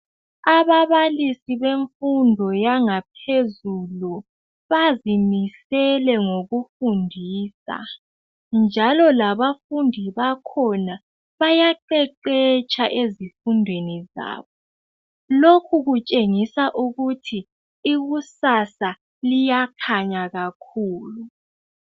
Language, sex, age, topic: North Ndebele, female, 18-24, education